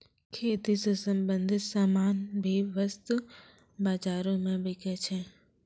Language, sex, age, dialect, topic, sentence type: Maithili, male, 25-30, Angika, banking, statement